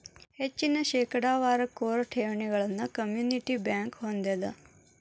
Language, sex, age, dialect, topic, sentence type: Kannada, female, 25-30, Dharwad Kannada, banking, statement